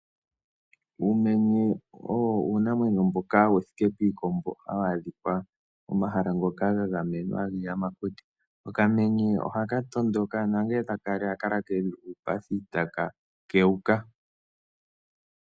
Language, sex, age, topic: Oshiwambo, male, 18-24, agriculture